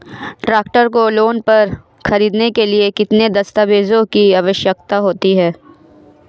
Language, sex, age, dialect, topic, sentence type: Hindi, female, 25-30, Marwari Dhudhari, banking, question